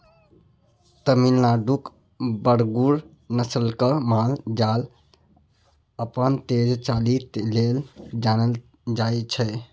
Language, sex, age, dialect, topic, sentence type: Maithili, male, 31-35, Bajjika, agriculture, statement